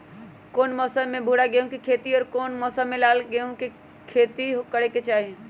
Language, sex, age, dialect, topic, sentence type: Magahi, male, 25-30, Western, agriculture, question